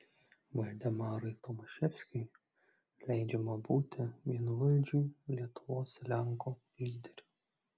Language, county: Lithuanian, Klaipėda